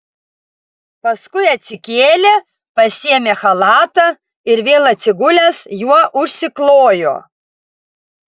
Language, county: Lithuanian, Vilnius